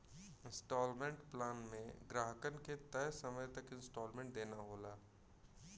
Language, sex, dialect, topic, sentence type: Bhojpuri, male, Western, banking, statement